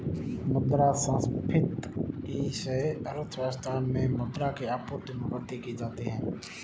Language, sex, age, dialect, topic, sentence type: Hindi, female, 18-24, Marwari Dhudhari, banking, statement